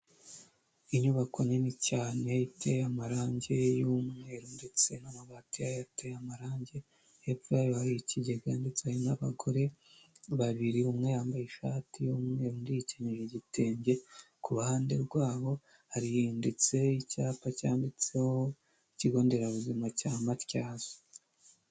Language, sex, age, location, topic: Kinyarwanda, male, 25-35, Huye, health